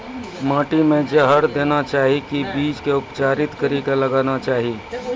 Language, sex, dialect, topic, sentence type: Maithili, male, Angika, agriculture, question